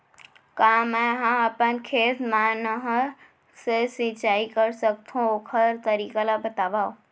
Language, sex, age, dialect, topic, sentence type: Chhattisgarhi, female, 25-30, Central, agriculture, question